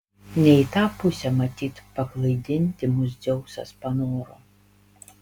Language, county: Lithuanian, Panevėžys